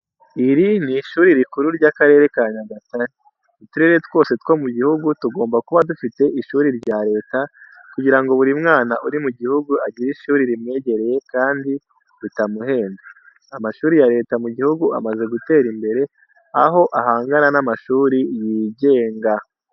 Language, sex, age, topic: Kinyarwanda, male, 18-24, education